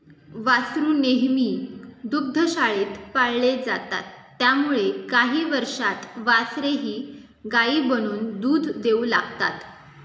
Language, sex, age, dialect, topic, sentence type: Marathi, female, 18-24, Standard Marathi, agriculture, statement